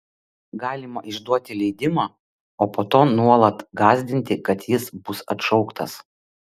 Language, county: Lithuanian, Vilnius